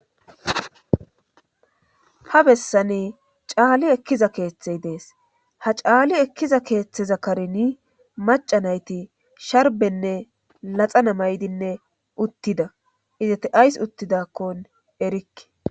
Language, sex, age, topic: Gamo, female, 18-24, government